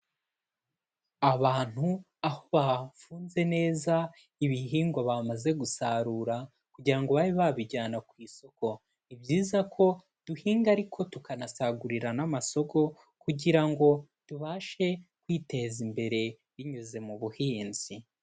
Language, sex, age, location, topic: Kinyarwanda, male, 18-24, Kigali, agriculture